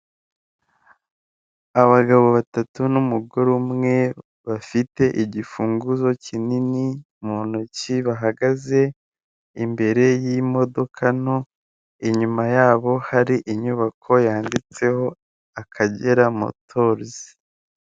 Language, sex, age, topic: Kinyarwanda, male, 18-24, finance